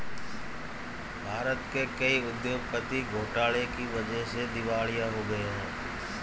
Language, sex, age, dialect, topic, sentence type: Hindi, male, 41-45, Marwari Dhudhari, banking, statement